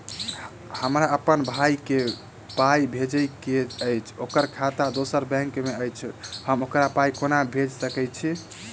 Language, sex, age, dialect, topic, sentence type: Maithili, male, 18-24, Southern/Standard, banking, question